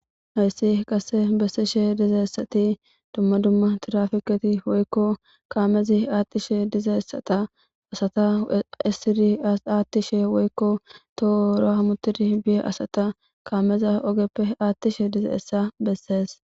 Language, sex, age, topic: Gamo, female, 18-24, government